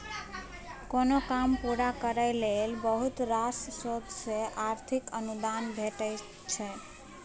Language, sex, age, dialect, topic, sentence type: Maithili, female, 18-24, Bajjika, banking, statement